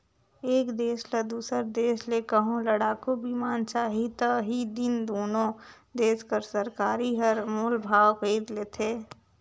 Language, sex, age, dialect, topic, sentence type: Chhattisgarhi, female, 41-45, Northern/Bhandar, banking, statement